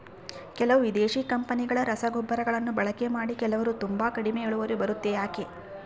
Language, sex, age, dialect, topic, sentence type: Kannada, female, 25-30, Central, agriculture, question